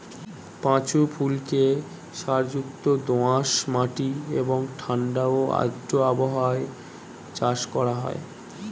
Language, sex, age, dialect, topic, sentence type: Bengali, male, 18-24, Standard Colloquial, agriculture, statement